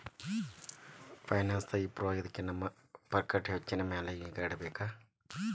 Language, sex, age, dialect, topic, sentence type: Kannada, male, 36-40, Dharwad Kannada, banking, statement